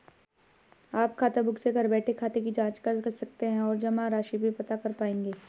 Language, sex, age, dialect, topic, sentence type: Hindi, female, 25-30, Hindustani Malvi Khadi Boli, banking, statement